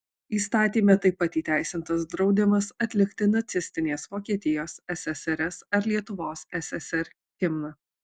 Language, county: Lithuanian, Alytus